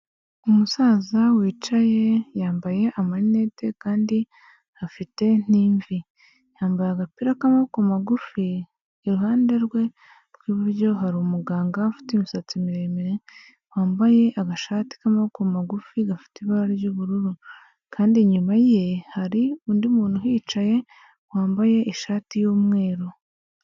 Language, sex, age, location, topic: Kinyarwanda, female, 18-24, Huye, health